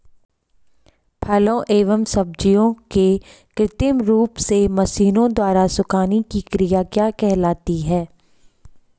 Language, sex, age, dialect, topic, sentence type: Hindi, female, 25-30, Hindustani Malvi Khadi Boli, agriculture, question